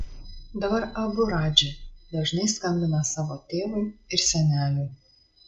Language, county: Lithuanian, Marijampolė